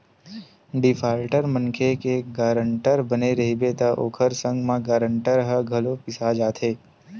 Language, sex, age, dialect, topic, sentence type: Chhattisgarhi, male, 18-24, Western/Budati/Khatahi, banking, statement